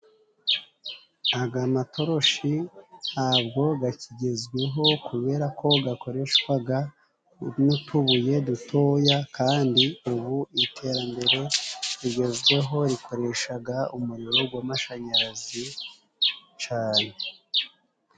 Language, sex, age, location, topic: Kinyarwanda, male, 36-49, Musanze, finance